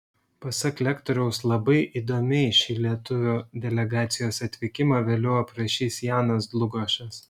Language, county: Lithuanian, Šiauliai